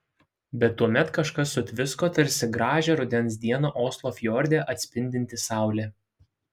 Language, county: Lithuanian, Šiauliai